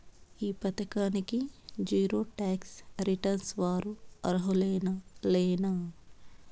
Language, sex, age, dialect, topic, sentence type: Telugu, female, 25-30, Southern, banking, question